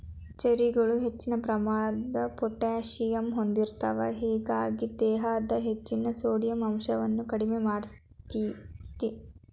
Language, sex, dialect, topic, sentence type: Kannada, female, Dharwad Kannada, agriculture, statement